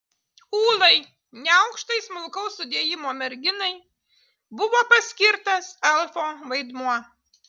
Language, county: Lithuanian, Utena